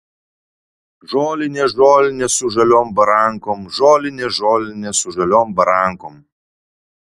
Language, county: Lithuanian, Vilnius